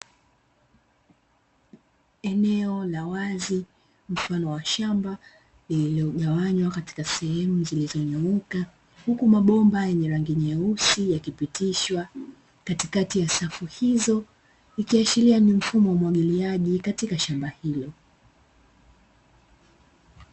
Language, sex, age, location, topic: Swahili, female, 25-35, Dar es Salaam, agriculture